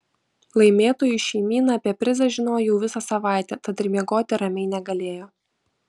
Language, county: Lithuanian, Vilnius